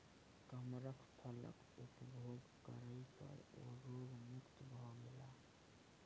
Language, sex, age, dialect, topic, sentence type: Maithili, male, 18-24, Southern/Standard, agriculture, statement